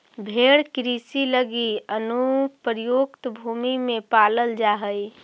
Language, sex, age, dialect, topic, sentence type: Magahi, female, 41-45, Central/Standard, agriculture, statement